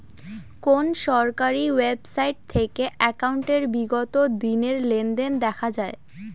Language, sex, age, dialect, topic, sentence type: Bengali, female, <18, Rajbangshi, banking, question